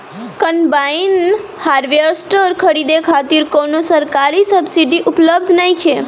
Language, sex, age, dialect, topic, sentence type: Bhojpuri, female, 18-24, Northern, agriculture, question